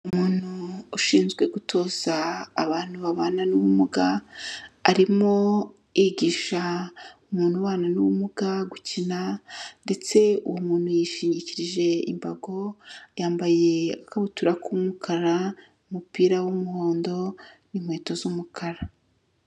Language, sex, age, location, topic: Kinyarwanda, female, 36-49, Kigali, health